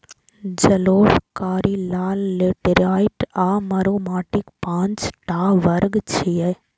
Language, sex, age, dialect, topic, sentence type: Maithili, female, 18-24, Eastern / Thethi, agriculture, statement